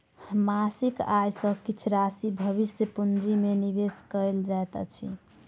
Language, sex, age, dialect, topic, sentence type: Maithili, male, 25-30, Southern/Standard, banking, statement